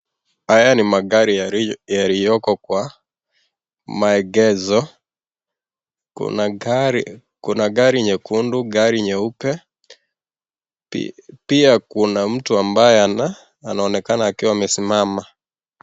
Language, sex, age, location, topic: Swahili, male, 18-24, Kisii, finance